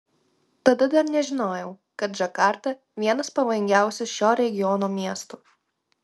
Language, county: Lithuanian, Kaunas